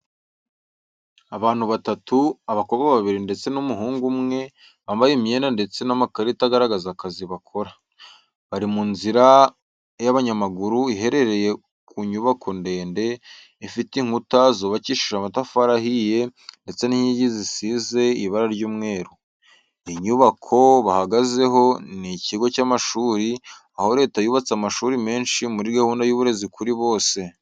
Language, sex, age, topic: Kinyarwanda, male, 18-24, education